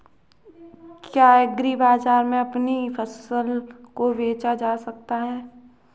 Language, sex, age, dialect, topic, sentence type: Hindi, male, 18-24, Kanauji Braj Bhasha, agriculture, question